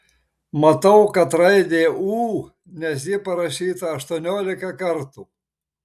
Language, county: Lithuanian, Marijampolė